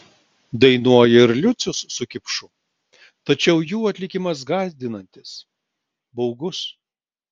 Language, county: Lithuanian, Klaipėda